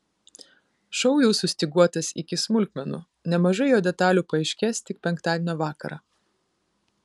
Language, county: Lithuanian, Kaunas